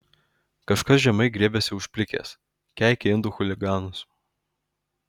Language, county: Lithuanian, Alytus